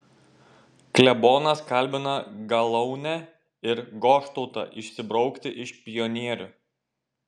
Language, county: Lithuanian, Šiauliai